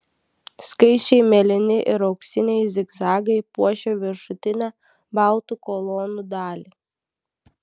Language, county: Lithuanian, Klaipėda